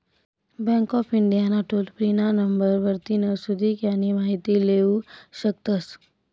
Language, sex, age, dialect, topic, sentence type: Marathi, female, 18-24, Northern Konkan, banking, statement